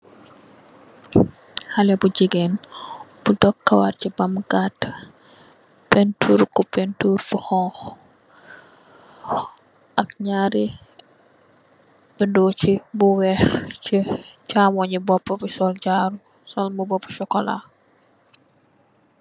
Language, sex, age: Wolof, female, 18-24